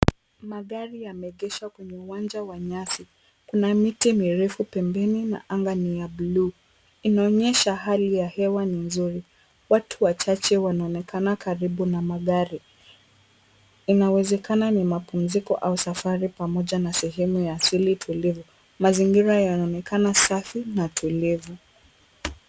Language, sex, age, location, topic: Swahili, female, 18-24, Kisumu, finance